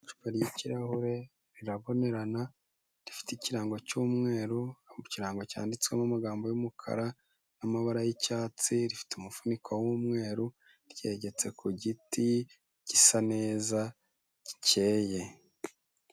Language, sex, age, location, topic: Kinyarwanda, male, 25-35, Kigali, health